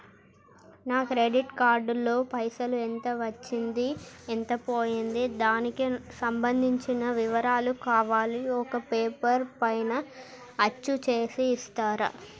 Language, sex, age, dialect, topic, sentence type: Telugu, male, 51-55, Telangana, banking, question